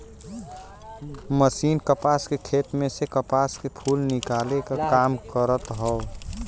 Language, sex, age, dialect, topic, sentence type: Bhojpuri, male, 18-24, Western, agriculture, statement